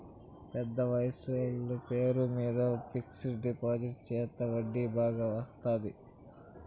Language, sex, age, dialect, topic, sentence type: Telugu, female, 18-24, Southern, banking, statement